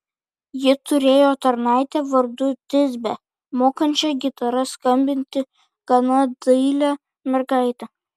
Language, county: Lithuanian, Kaunas